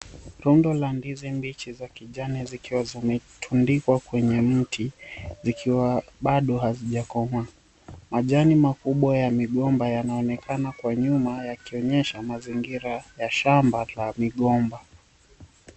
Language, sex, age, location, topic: Swahili, male, 25-35, Mombasa, agriculture